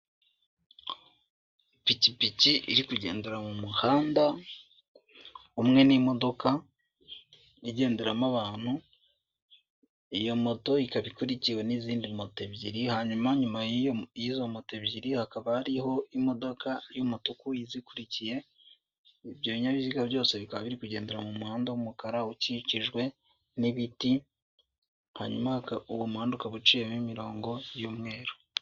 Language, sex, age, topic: Kinyarwanda, male, 18-24, government